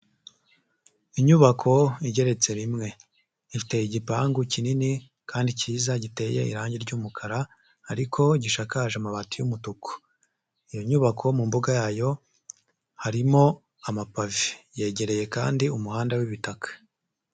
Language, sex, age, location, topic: Kinyarwanda, male, 50+, Nyagatare, finance